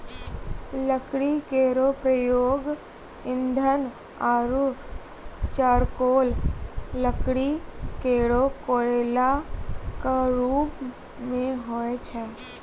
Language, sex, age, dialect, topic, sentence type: Maithili, female, 18-24, Angika, agriculture, statement